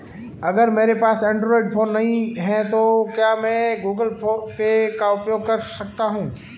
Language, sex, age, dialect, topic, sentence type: Hindi, female, 18-24, Marwari Dhudhari, banking, question